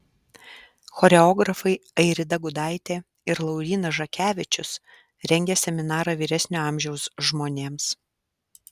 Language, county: Lithuanian, Alytus